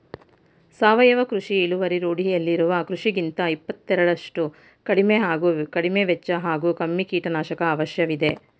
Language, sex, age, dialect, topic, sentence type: Kannada, female, 46-50, Mysore Kannada, agriculture, statement